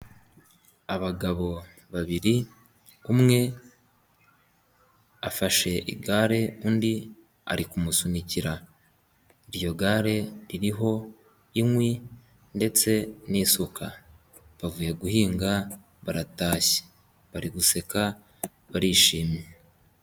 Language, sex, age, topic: Kinyarwanda, male, 18-24, agriculture